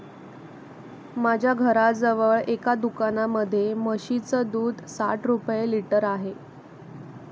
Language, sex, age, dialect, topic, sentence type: Marathi, female, 25-30, Northern Konkan, agriculture, statement